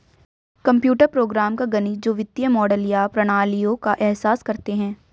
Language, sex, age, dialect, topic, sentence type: Hindi, female, 18-24, Hindustani Malvi Khadi Boli, banking, statement